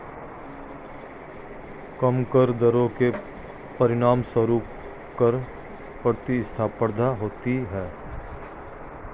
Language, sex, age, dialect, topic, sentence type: Hindi, female, 18-24, Marwari Dhudhari, banking, statement